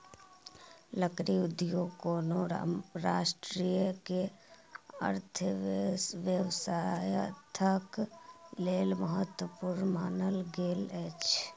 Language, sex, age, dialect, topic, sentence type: Maithili, male, 36-40, Southern/Standard, agriculture, statement